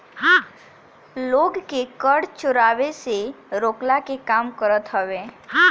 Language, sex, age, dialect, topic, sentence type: Bhojpuri, male, <18, Northern, banking, statement